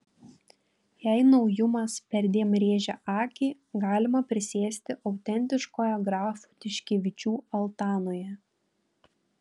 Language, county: Lithuanian, Panevėžys